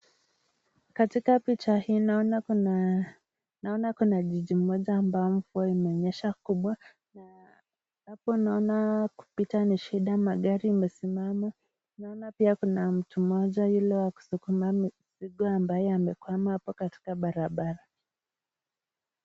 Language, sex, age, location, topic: Swahili, female, 18-24, Nakuru, health